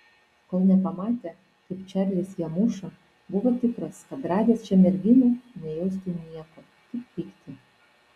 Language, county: Lithuanian, Vilnius